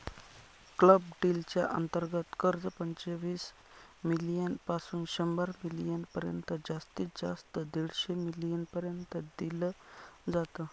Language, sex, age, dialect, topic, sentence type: Marathi, male, 25-30, Northern Konkan, banking, statement